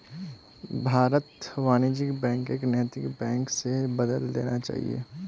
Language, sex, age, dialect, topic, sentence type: Magahi, male, 25-30, Northeastern/Surjapuri, banking, statement